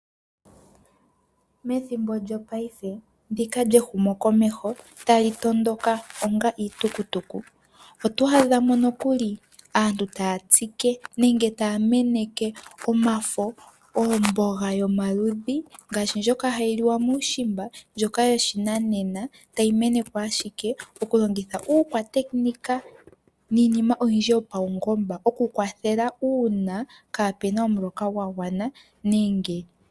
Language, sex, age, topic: Oshiwambo, female, 18-24, agriculture